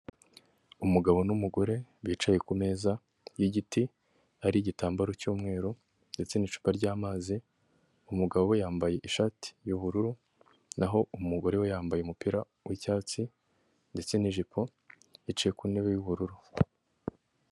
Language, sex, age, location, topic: Kinyarwanda, female, 25-35, Kigali, health